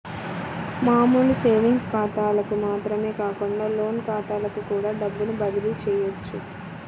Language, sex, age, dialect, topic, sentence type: Telugu, female, 25-30, Central/Coastal, banking, statement